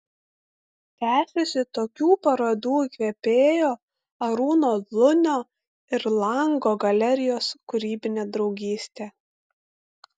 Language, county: Lithuanian, Kaunas